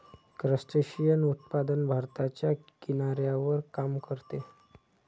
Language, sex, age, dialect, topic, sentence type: Marathi, male, 25-30, Standard Marathi, agriculture, statement